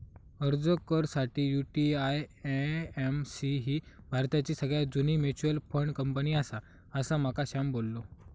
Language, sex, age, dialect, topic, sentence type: Marathi, male, 25-30, Southern Konkan, banking, statement